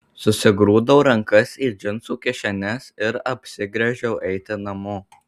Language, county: Lithuanian, Marijampolė